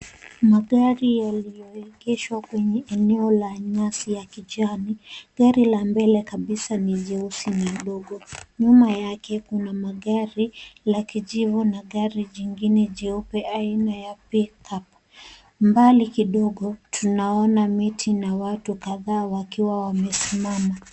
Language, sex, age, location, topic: Swahili, female, 18-24, Kisumu, finance